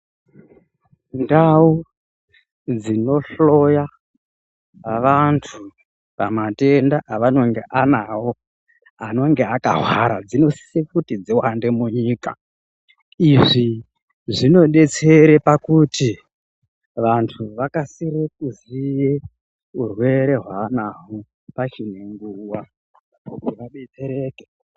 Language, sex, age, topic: Ndau, female, 36-49, health